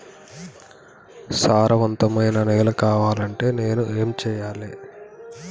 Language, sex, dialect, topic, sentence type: Telugu, male, Telangana, agriculture, question